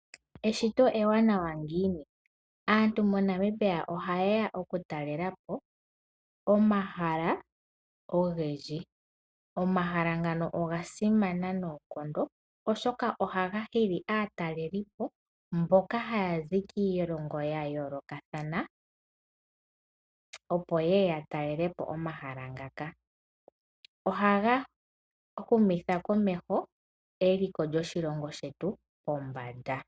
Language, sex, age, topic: Oshiwambo, female, 18-24, agriculture